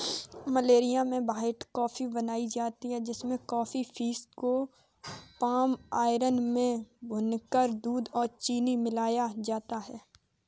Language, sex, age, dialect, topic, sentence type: Hindi, female, 25-30, Kanauji Braj Bhasha, agriculture, statement